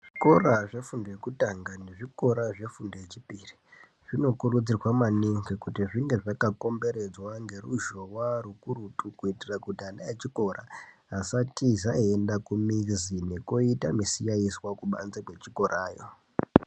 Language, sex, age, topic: Ndau, male, 18-24, education